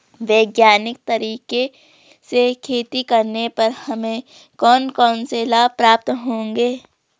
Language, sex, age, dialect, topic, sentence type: Hindi, female, 25-30, Garhwali, agriculture, question